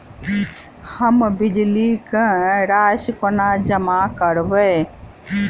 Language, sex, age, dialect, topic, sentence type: Maithili, female, 46-50, Southern/Standard, banking, question